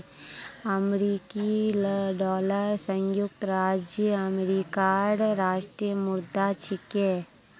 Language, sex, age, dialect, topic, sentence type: Magahi, female, 18-24, Northeastern/Surjapuri, banking, statement